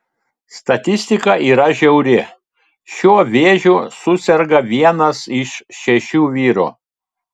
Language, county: Lithuanian, Telšiai